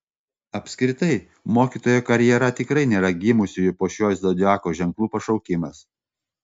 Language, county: Lithuanian, Panevėžys